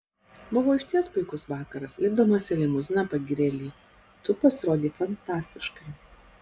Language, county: Lithuanian, Klaipėda